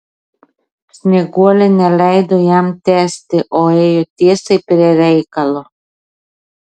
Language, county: Lithuanian, Klaipėda